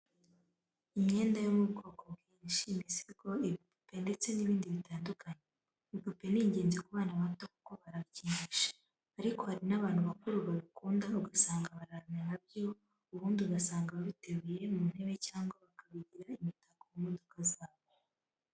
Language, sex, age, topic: Kinyarwanda, female, 18-24, education